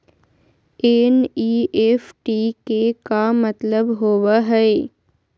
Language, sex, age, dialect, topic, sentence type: Magahi, female, 51-55, Southern, banking, question